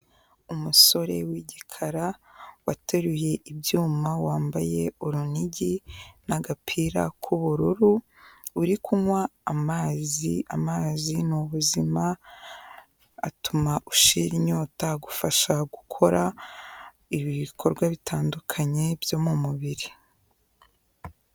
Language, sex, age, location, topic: Kinyarwanda, female, 18-24, Kigali, health